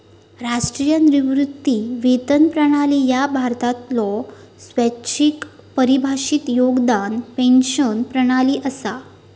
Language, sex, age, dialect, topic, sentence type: Marathi, female, 31-35, Southern Konkan, banking, statement